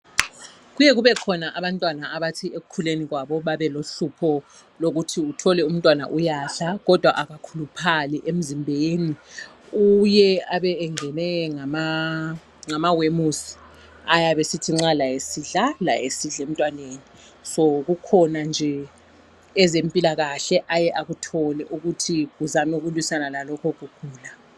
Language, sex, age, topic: North Ndebele, female, 36-49, health